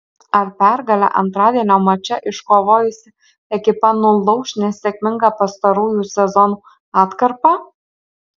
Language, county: Lithuanian, Alytus